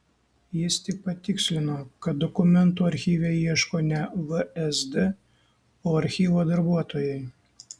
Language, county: Lithuanian, Kaunas